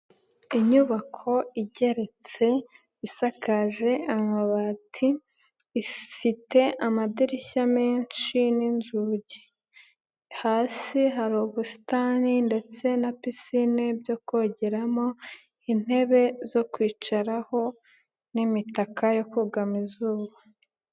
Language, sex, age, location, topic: Kinyarwanda, male, 25-35, Nyagatare, finance